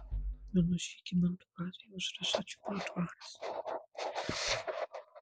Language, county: Lithuanian, Kaunas